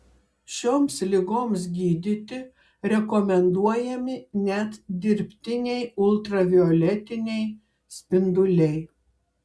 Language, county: Lithuanian, Klaipėda